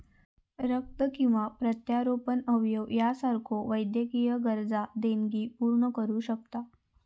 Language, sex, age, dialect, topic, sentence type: Marathi, female, 31-35, Southern Konkan, banking, statement